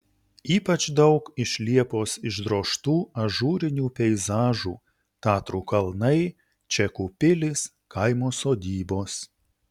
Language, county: Lithuanian, Utena